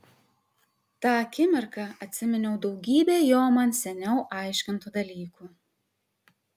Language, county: Lithuanian, Kaunas